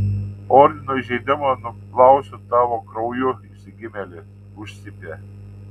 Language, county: Lithuanian, Tauragė